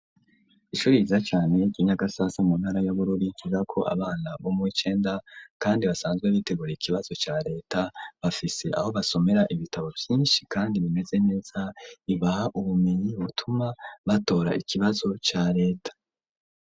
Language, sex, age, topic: Rundi, male, 25-35, education